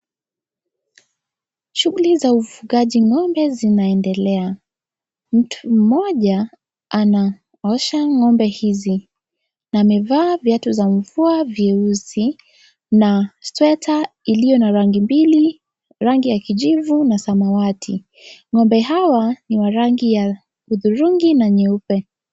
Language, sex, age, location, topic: Swahili, female, 25-35, Kisii, agriculture